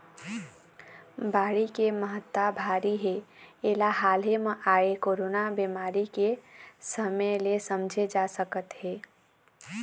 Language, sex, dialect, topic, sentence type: Chhattisgarhi, female, Eastern, agriculture, statement